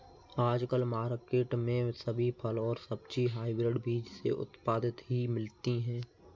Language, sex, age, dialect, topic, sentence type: Hindi, male, 18-24, Kanauji Braj Bhasha, agriculture, statement